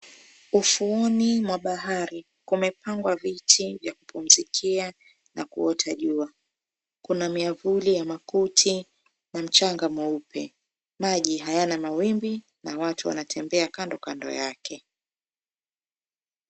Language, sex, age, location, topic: Swahili, female, 25-35, Mombasa, government